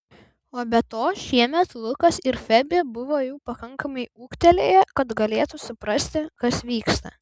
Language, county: Lithuanian, Vilnius